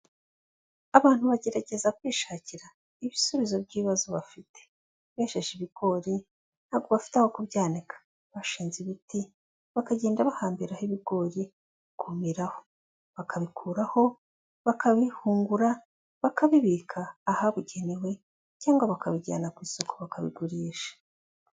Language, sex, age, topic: Kinyarwanda, female, 25-35, agriculture